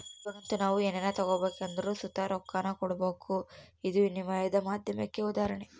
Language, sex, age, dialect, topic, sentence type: Kannada, female, 18-24, Central, banking, statement